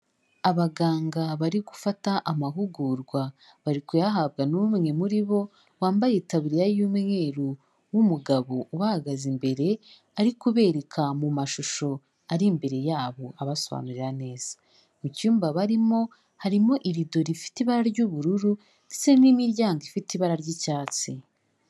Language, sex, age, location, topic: Kinyarwanda, female, 18-24, Kigali, health